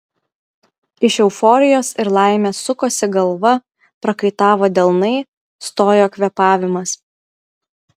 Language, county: Lithuanian, Kaunas